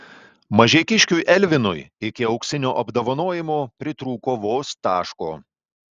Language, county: Lithuanian, Kaunas